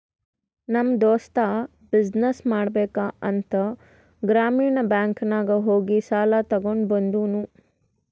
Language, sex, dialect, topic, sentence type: Kannada, female, Northeastern, banking, statement